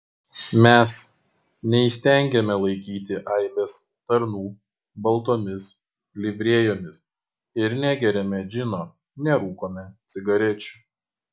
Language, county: Lithuanian, Kaunas